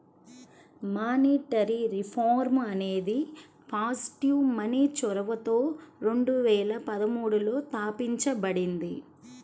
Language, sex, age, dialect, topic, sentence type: Telugu, female, 31-35, Central/Coastal, banking, statement